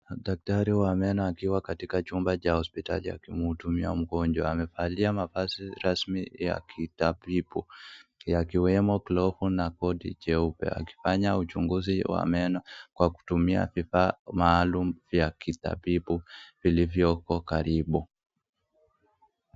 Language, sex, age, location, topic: Swahili, male, 25-35, Nakuru, health